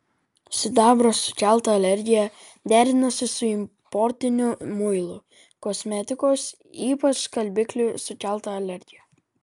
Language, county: Lithuanian, Vilnius